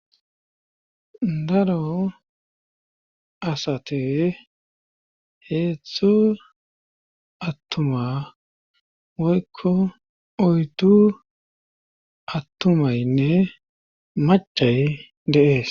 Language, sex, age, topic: Gamo, male, 18-24, government